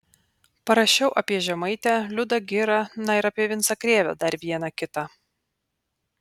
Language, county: Lithuanian, Panevėžys